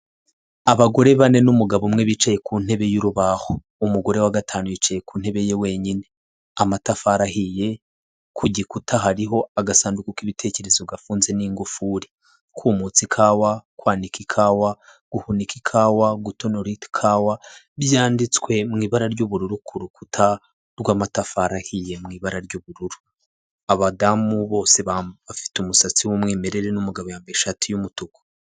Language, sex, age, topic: Kinyarwanda, female, 18-24, finance